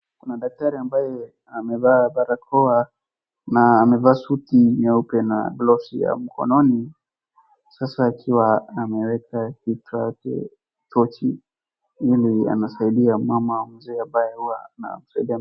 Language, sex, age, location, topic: Swahili, female, 36-49, Wajir, health